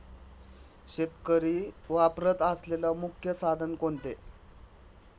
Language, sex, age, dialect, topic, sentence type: Marathi, male, 25-30, Standard Marathi, agriculture, question